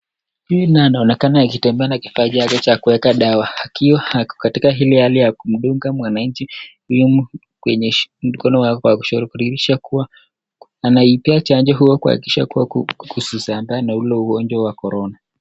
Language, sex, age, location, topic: Swahili, male, 25-35, Nakuru, health